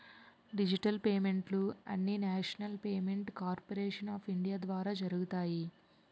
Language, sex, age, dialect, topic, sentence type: Telugu, female, 18-24, Utterandhra, banking, statement